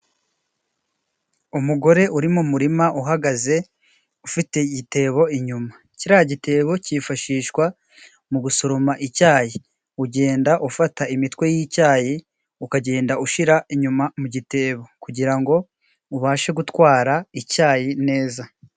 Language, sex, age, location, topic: Kinyarwanda, male, 25-35, Burera, agriculture